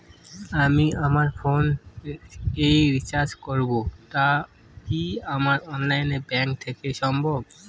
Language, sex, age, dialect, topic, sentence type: Bengali, female, 25-30, Northern/Varendri, banking, question